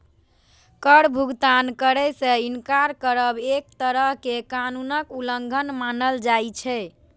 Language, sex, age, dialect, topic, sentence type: Maithili, female, 18-24, Eastern / Thethi, banking, statement